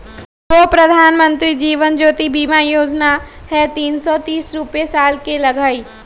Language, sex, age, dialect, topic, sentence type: Magahi, female, 25-30, Western, banking, question